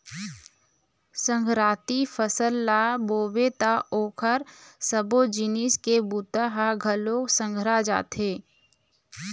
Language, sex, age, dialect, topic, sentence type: Chhattisgarhi, female, 25-30, Eastern, agriculture, statement